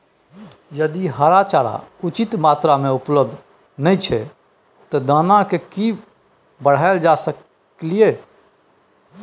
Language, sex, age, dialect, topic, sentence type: Maithili, male, 51-55, Bajjika, agriculture, question